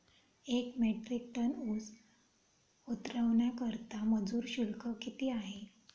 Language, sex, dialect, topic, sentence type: Marathi, female, Standard Marathi, agriculture, question